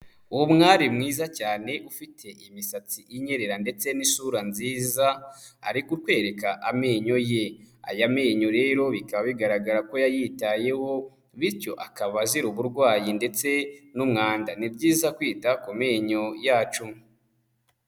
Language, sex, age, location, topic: Kinyarwanda, male, 18-24, Huye, health